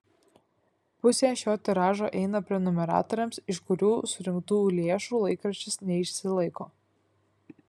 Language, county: Lithuanian, Kaunas